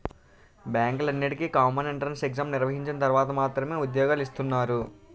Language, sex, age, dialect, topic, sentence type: Telugu, male, 18-24, Utterandhra, banking, statement